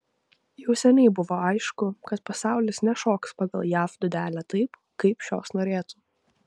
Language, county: Lithuanian, Vilnius